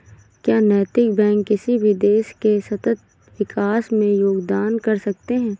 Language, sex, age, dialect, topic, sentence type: Hindi, female, 18-24, Awadhi Bundeli, banking, statement